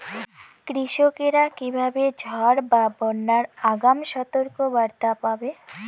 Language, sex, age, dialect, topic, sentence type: Bengali, female, 18-24, Rajbangshi, agriculture, question